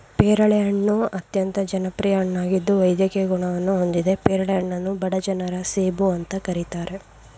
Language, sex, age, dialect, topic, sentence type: Kannada, female, 51-55, Mysore Kannada, agriculture, statement